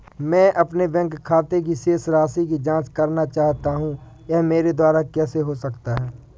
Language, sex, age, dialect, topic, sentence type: Hindi, female, 18-24, Awadhi Bundeli, banking, question